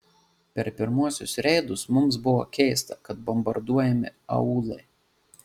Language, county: Lithuanian, Marijampolė